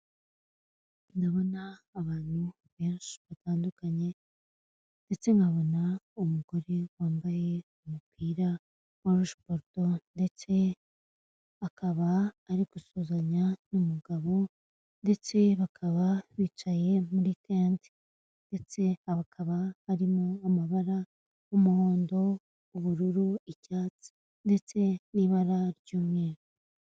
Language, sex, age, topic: Kinyarwanda, female, 25-35, government